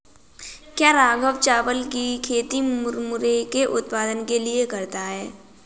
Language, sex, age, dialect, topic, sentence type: Hindi, female, 18-24, Kanauji Braj Bhasha, agriculture, statement